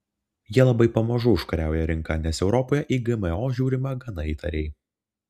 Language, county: Lithuanian, Vilnius